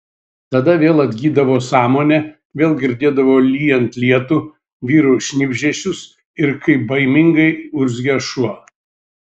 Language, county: Lithuanian, Šiauliai